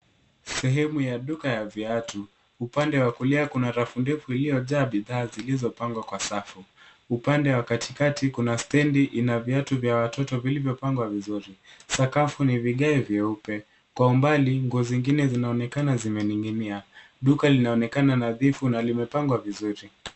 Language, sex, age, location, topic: Swahili, male, 18-24, Nairobi, finance